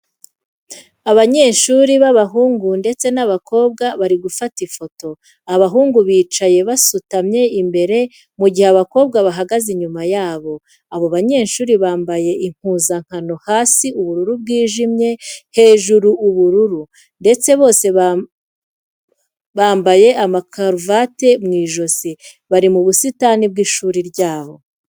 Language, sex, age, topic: Kinyarwanda, female, 25-35, education